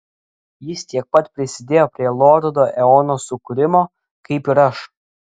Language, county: Lithuanian, Klaipėda